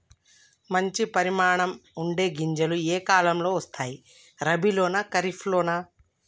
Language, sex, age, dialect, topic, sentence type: Telugu, female, 25-30, Telangana, agriculture, question